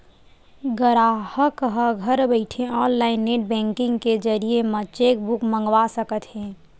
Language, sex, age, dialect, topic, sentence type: Chhattisgarhi, female, 18-24, Western/Budati/Khatahi, banking, statement